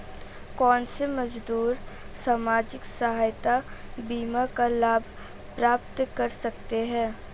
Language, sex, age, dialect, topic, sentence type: Hindi, female, 18-24, Marwari Dhudhari, banking, question